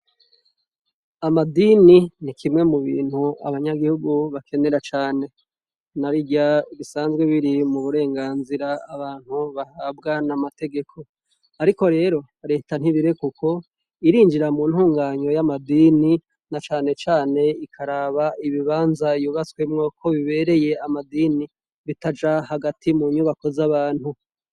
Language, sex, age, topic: Rundi, male, 36-49, education